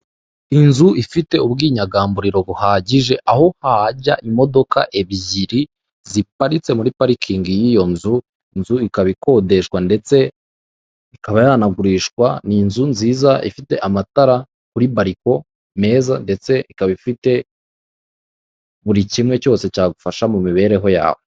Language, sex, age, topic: Kinyarwanda, male, 18-24, finance